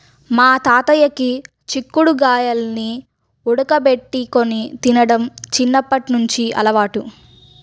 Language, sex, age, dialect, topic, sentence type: Telugu, female, 31-35, Central/Coastal, agriculture, statement